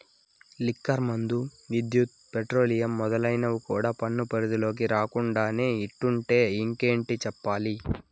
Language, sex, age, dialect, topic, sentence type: Telugu, male, 18-24, Southern, banking, statement